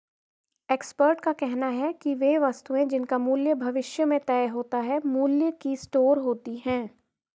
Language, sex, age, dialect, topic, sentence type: Hindi, female, 51-55, Garhwali, banking, statement